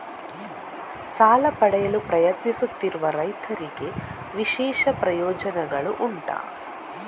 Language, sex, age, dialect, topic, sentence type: Kannada, female, 41-45, Coastal/Dakshin, agriculture, statement